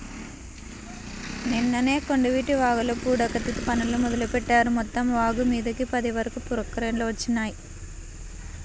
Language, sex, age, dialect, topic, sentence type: Telugu, male, 36-40, Central/Coastal, agriculture, statement